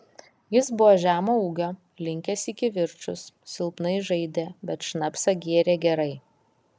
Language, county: Lithuanian, Kaunas